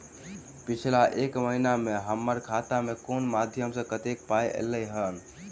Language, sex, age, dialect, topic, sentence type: Maithili, male, 18-24, Southern/Standard, banking, question